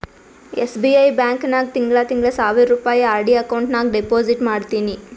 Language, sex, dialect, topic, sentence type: Kannada, female, Northeastern, banking, statement